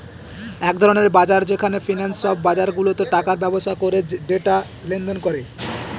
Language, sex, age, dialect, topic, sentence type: Bengali, male, 18-24, Northern/Varendri, banking, statement